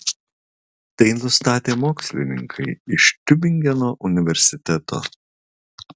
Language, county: Lithuanian, Vilnius